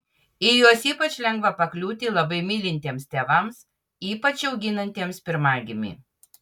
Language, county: Lithuanian, Utena